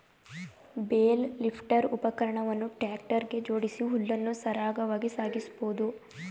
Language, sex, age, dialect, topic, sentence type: Kannada, female, 18-24, Mysore Kannada, agriculture, statement